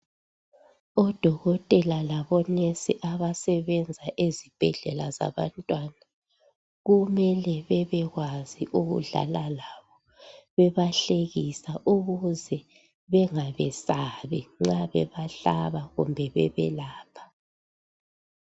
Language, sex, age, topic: North Ndebele, female, 36-49, health